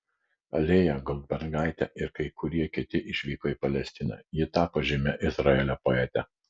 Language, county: Lithuanian, Vilnius